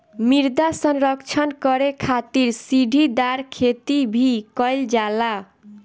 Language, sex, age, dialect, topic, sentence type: Bhojpuri, female, 18-24, Northern, agriculture, statement